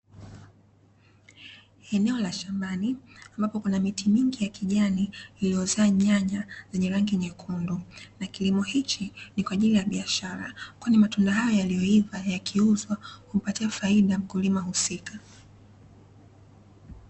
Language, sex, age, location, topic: Swahili, female, 25-35, Dar es Salaam, agriculture